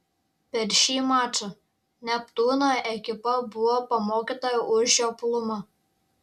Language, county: Lithuanian, Šiauliai